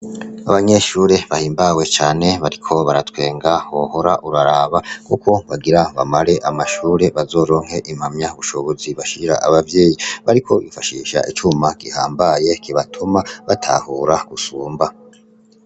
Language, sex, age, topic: Rundi, male, 25-35, education